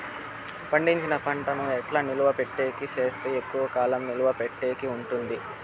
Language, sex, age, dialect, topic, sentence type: Telugu, male, 25-30, Southern, agriculture, question